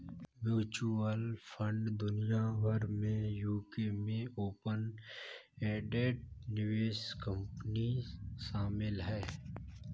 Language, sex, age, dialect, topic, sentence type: Hindi, male, 18-24, Kanauji Braj Bhasha, banking, statement